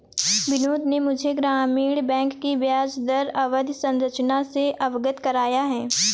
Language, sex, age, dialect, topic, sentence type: Hindi, female, 18-24, Awadhi Bundeli, banking, statement